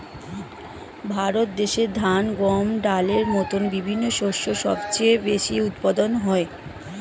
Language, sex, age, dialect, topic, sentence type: Bengali, female, 25-30, Standard Colloquial, agriculture, statement